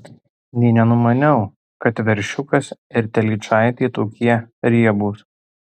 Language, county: Lithuanian, Tauragė